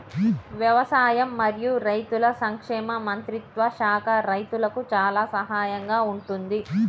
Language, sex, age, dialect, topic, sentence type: Telugu, female, 31-35, Telangana, agriculture, statement